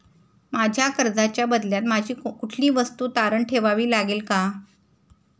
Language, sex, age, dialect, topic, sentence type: Marathi, female, 51-55, Standard Marathi, banking, question